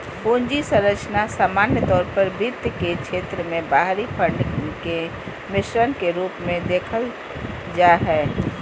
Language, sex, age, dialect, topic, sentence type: Magahi, female, 46-50, Southern, banking, statement